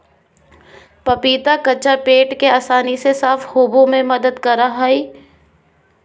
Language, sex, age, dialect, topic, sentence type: Magahi, female, 25-30, Southern, agriculture, statement